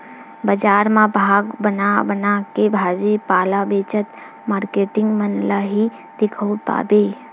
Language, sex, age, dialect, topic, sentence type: Chhattisgarhi, female, 18-24, Western/Budati/Khatahi, agriculture, statement